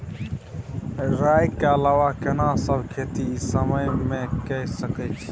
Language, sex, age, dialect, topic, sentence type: Maithili, male, 18-24, Bajjika, agriculture, question